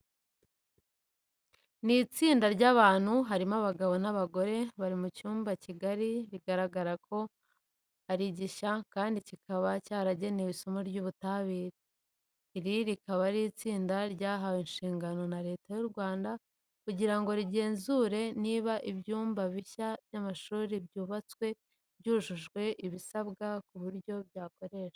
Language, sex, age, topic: Kinyarwanda, female, 25-35, education